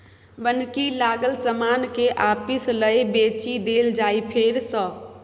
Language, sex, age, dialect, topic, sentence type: Maithili, female, 25-30, Bajjika, banking, statement